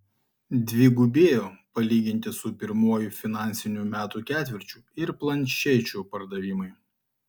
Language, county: Lithuanian, Klaipėda